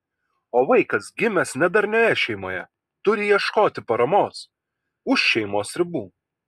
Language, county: Lithuanian, Kaunas